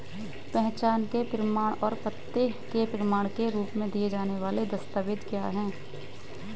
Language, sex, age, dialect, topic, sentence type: Hindi, female, 25-30, Hindustani Malvi Khadi Boli, banking, question